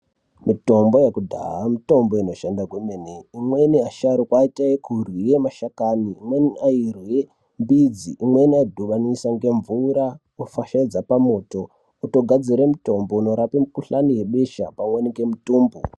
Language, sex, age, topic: Ndau, male, 18-24, health